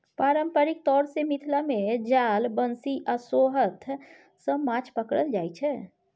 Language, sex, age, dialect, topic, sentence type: Maithili, female, 25-30, Bajjika, agriculture, statement